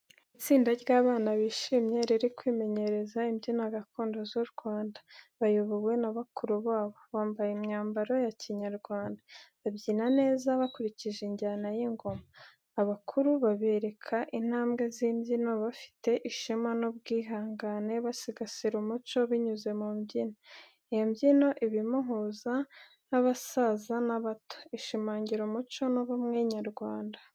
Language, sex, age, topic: Kinyarwanda, female, 18-24, education